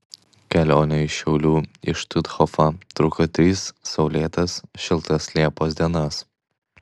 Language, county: Lithuanian, Klaipėda